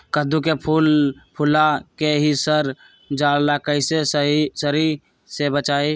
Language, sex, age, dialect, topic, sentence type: Magahi, male, 25-30, Western, agriculture, question